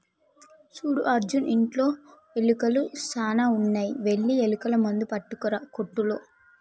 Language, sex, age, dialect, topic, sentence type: Telugu, female, 18-24, Telangana, agriculture, statement